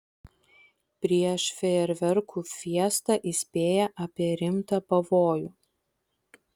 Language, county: Lithuanian, Vilnius